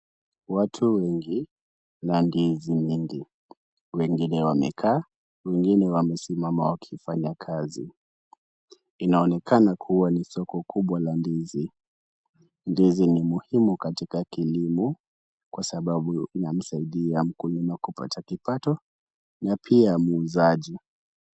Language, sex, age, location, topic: Swahili, male, 18-24, Kisumu, agriculture